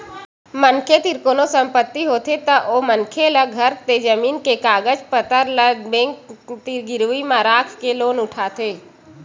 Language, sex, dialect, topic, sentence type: Chhattisgarhi, female, Western/Budati/Khatahi, banking, statement